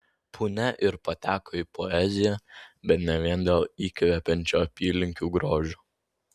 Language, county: Lithuanian, Vilnius